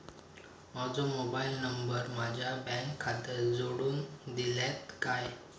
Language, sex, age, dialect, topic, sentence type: Marathi, male, 46-50, Southern Konkan, banking, question